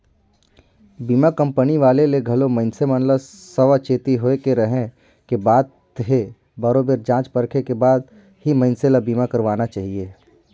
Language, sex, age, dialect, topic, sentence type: Chhattisgarhi, male, 18-24, Northern/Bhandar, banking, statement